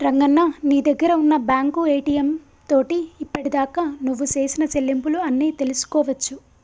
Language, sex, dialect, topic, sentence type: Telugu, female, Telangana, banking, statement